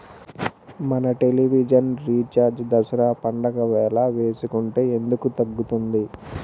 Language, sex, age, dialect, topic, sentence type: Telugu, male, 18-24, Central/Coastal, banking, question